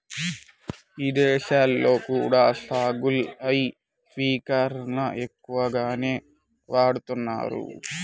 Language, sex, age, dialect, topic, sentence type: Telugu, male, 18-24, Central/Coastal, agriculture, statement